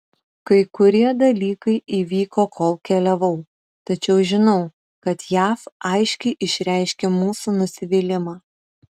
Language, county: Lithuanian, Utena